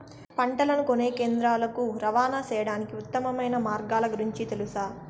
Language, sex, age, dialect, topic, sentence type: Telugu, female, 18-24, Southern, agriculture, question